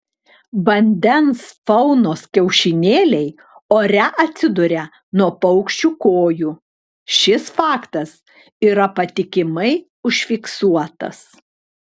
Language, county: Lithuanian, Klaipėda